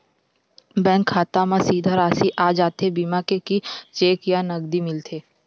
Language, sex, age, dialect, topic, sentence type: Chhattisgarhi, female, 51-55, Western/Budati/Khatahi, banking, question